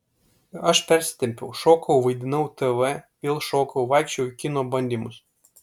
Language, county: Lithuanian, Kaunas